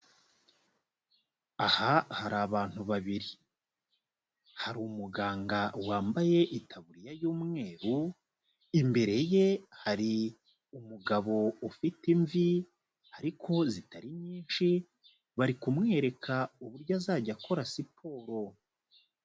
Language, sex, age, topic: Kinyarwanda, male, 25-35, health